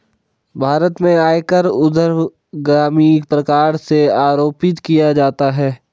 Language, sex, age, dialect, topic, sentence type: Hindi, male, 18-24, Hindustani Malvi Khadi Boli, banking, statement